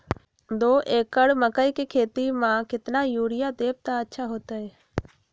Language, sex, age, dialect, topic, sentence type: Magahi, female, 25-30, Western, agriculture, question